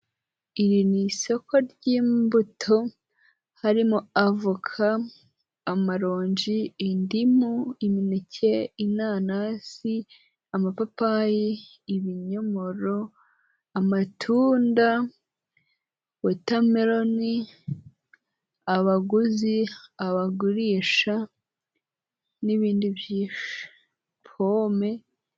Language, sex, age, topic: Kinyarwanda, female, 18-24, finance